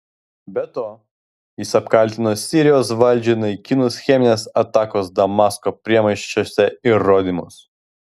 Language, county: Lithuanian, Vilnius